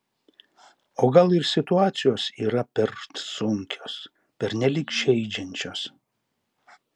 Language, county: Lithuanian, Šiauliai